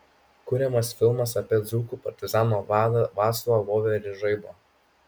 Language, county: Lithuanian, Kaunas